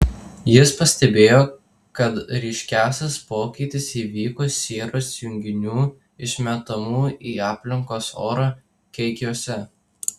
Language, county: Lithuanian, Tauragė